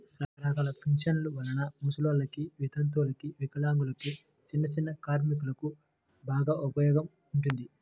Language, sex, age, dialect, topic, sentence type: Telugu, male, 18-24, Central/Coastal, banking, statement